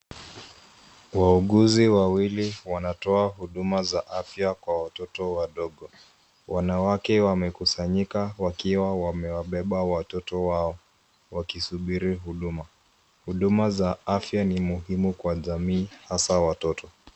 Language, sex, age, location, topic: Swahili, male, 25-35, Nairobi, health